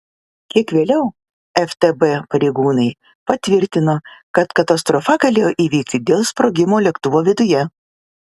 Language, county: Lithuanian, Vilnius